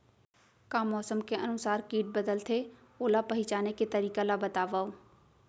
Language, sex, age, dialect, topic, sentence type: Chhattisgarhi, female, 18-24, Central, agriculture, question